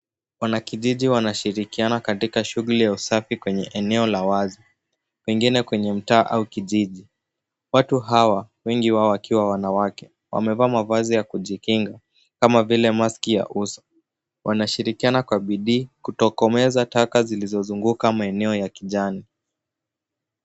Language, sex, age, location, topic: Swahili, male, 18-24, Nairobi, health